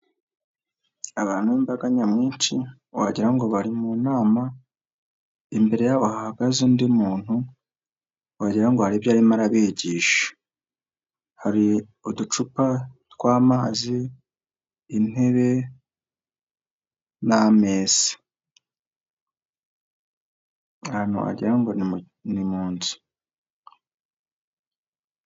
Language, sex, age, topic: Kinyarwanda, female, 50+, health